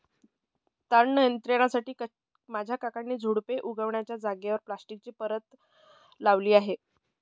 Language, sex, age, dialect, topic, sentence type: Marathi, male, 60-100, Northern Konkan, agriculture, statement